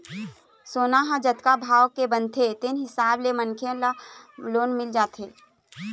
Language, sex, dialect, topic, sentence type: Chhattisgarhi, female, Eastern, banking, statement